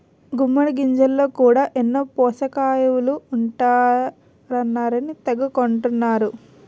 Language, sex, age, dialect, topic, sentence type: Telugu, female, 18-24, Utterandhra, agriculture, statement